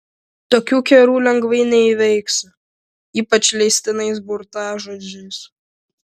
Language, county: Lithuanian, Vilnius